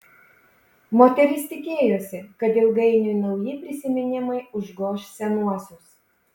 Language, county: Lithuanian, Panevėžys